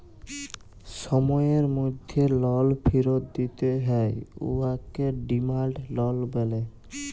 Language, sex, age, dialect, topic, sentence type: Bengali, male, 18-24, Jharkhandi, banking, statement